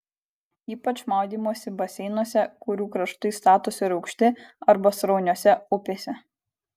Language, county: Lithuanian, Kaunas